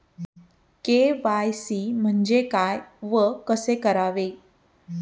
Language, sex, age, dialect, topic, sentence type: Marathi, female, 18-24, Standard Marathi, banking, question